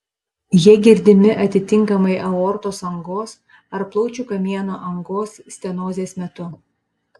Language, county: Lithuanian, Panevėžys